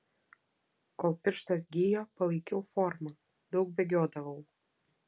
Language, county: Lithuanian, Vilnius